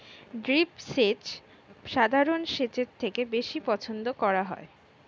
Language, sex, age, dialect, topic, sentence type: Bengali, female, 18-24, Standard Colloquial, agriculture, statement